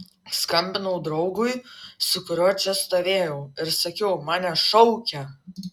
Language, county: Lithuanian, Vilnius